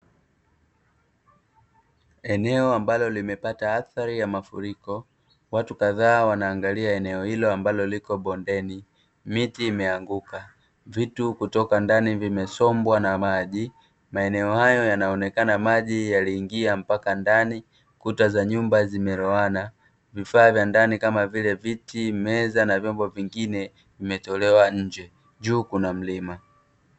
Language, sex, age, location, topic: Swahili, male, 36-49, Dar es Salaam, health